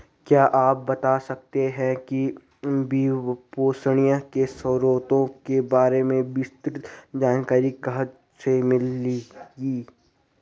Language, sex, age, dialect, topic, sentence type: Hindi, male, 18-24, Garhwali, banking, statement